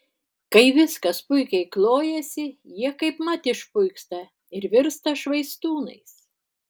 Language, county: Lithuanian, Tauragė